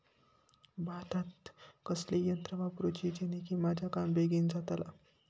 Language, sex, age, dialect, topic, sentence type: Marathi, male, 60-100, Southern Konkan, agriculture, question